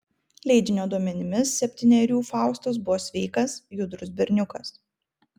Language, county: Lithuanian, Vilnius